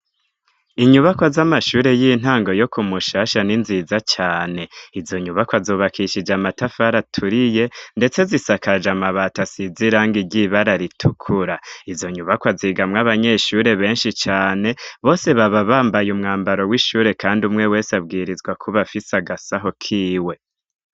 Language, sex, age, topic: Rundi, male, 25-35, education